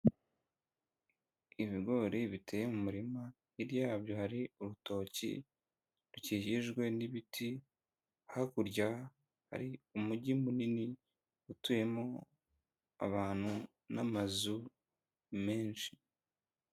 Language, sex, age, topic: Kinyarwanda, male, 18-24, government